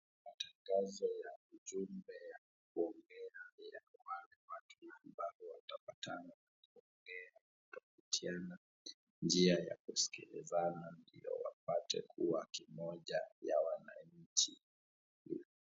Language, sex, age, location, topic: Swahili, male, 25-35, Wajir, government